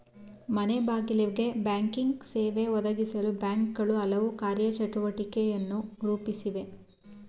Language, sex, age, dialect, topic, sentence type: Kannada, female, 18-24, Mysore Kannada, banking, statement